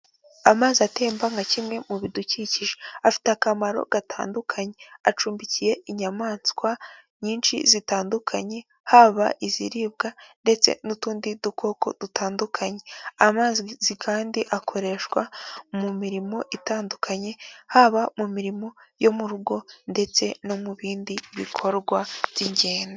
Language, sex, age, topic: Kinyarwanda, female, 18-24, agriculture